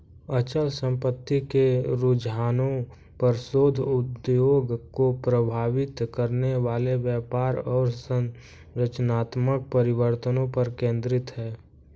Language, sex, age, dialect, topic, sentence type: Hindi, male, 46-50, Kanauji Braj Bhasha, banking, statement